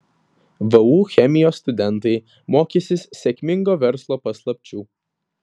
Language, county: Lithuanian, Vilnius